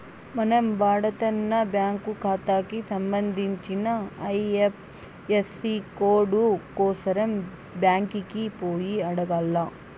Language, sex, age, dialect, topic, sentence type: Telugu, female, 25-30, Southern, banking, statement